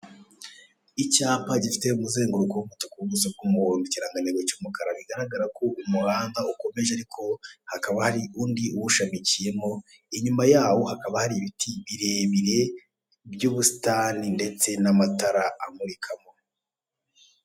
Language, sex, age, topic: Kinyarwanda, male, 18-24, government